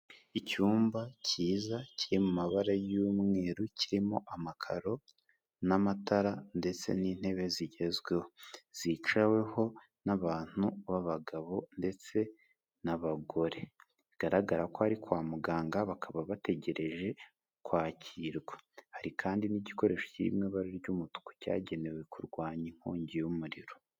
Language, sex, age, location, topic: Kinyarwanda, male, 18-24, Kigali, health